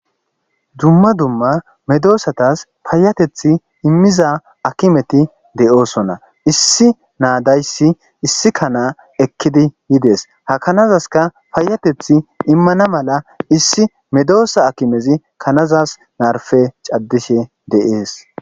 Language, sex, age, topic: Gamo, male, 25-35, agriculture